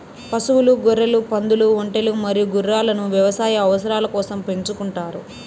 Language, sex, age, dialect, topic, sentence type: Telugu, female, 18-24, Southern, agriculture, statement